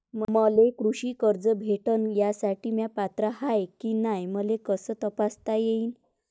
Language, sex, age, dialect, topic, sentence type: Marathi, female, 25-30, Varhadi, banking, question